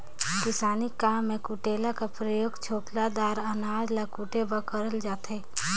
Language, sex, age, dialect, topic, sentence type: Chhattisgarhi, female, 18-24, Northern/Bhandar, agriculture, statement